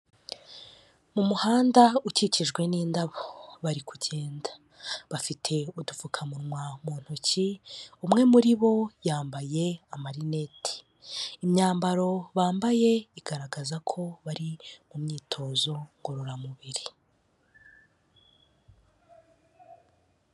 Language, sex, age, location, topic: Kinyarwanda, female, 25-35, Kigali, health